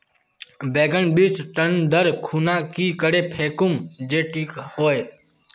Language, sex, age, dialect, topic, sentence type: Magahi, male, 18-24, Northeastern/Surjapuri, agriculture, question